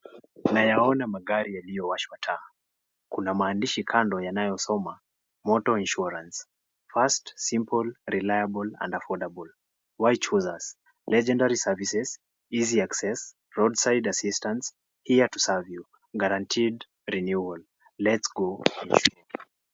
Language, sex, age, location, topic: Swahili, male, 18-24, Kisii, finance